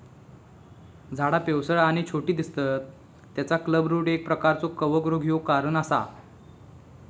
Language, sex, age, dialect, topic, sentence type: Marathi, male, 18-24, Southern Konkan, agriculture, statement